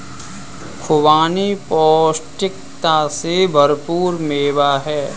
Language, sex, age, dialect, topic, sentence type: Hindi, male, 25-30, Kanauji Braj Bhasha, agriculture, statement